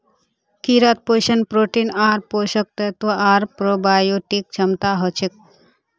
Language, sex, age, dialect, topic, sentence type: Magahi, female, 18-24, Northeastern/Surjapuri, agriculture, statement